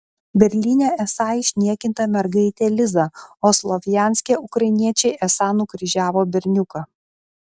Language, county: Lithuanian, Klaipėda